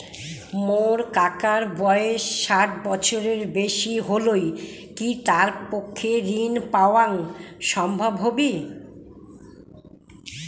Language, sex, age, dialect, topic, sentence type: Bengali, female, 60-100, Rajbangshi, banking, statement